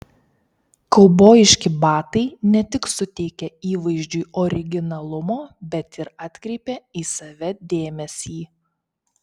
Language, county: Lithuanian, Kaunas